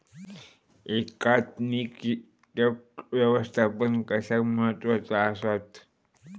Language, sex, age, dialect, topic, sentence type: Marathi, male, 25-30, Southern Konkan, agriculture, question